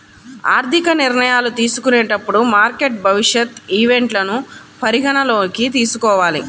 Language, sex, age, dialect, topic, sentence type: Telugu, female, 31-35, Central/Coastal, banking, statement